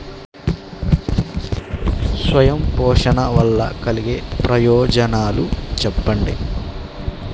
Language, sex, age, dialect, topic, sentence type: Telugu, male, 31-35, Telangana, agriculture, question